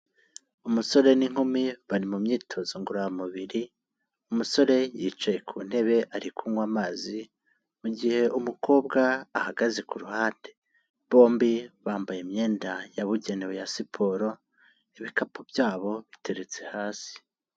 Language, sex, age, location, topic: Kinyarwanda, male, 18-24, Kigali, health